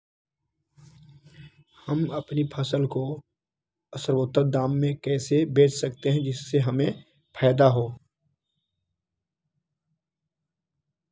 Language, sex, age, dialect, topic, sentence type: Magahi, male, 18-24, Western, agriculture, question